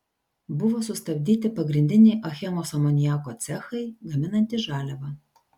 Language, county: Lithuanian, Šiauliai